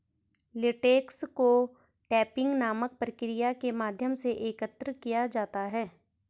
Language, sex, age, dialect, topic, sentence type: Hindi, female, 31-35, Garhwali, agriculture, statement